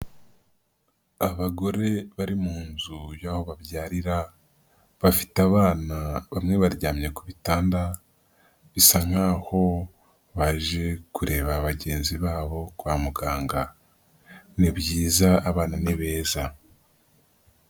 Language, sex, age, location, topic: Kinyarwanda, female, 50+, Nyagatare, health